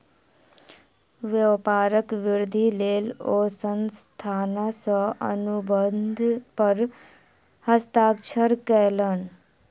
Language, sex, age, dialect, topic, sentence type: Maithili, male, 36-40, Southern/Standard, banking, statement